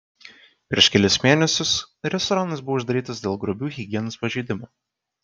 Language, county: Lithuanian, Kaunas